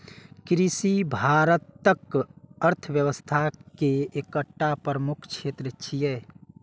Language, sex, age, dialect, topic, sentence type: Maithili, male, 18-24, Eastern / Thethi, agriculture, statement